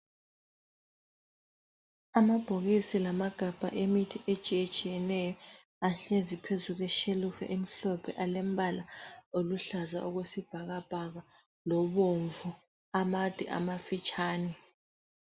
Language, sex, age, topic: North Ndebele, female, 25-35, health